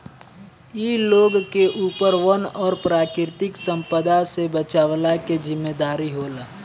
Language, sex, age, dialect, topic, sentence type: Bhojpuri, male, <18, Northern, agriculture, statement